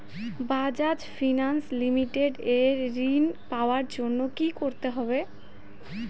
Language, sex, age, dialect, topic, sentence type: Bengali, female, 18-24, Rajbangshi, banking, question